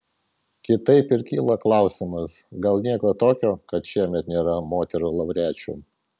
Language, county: Lithuanian, Vilnius